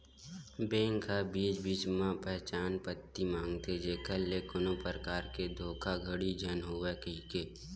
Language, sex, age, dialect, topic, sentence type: Chhattisgarhi, male, 18-24, Western/Budati/Khatahi, banking, statement